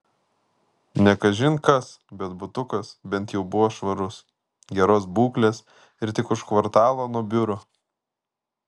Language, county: Lithuanian, Vilnius